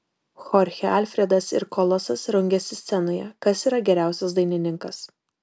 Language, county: Lithuanian, Kaunas